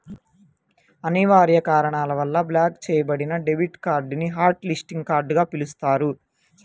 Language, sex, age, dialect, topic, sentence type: Telugu, female, 31-35, Central/Coastal, banking, statement